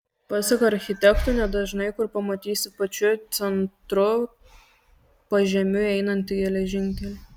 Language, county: Lithuanian, Kaunas